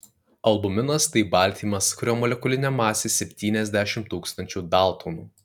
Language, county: Lithuanian, Kaunas